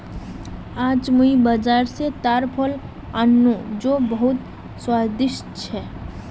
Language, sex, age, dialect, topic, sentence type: Magahi, female, 25-30, Northeastern/Surjapuri, agriculture, statement